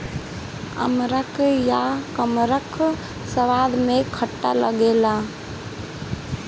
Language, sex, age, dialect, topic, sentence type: Bhojpuri, female, 18-24, Northern, agriculture, statement